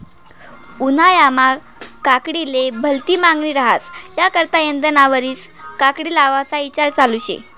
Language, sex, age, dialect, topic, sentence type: Marathi, male, 18-24, Northern Konkan, agriculture, statement